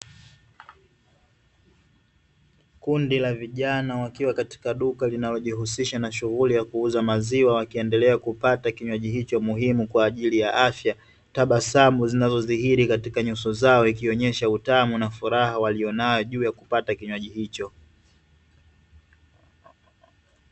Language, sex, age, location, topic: Swahili, male, 18-24, Dar es Salaam, finance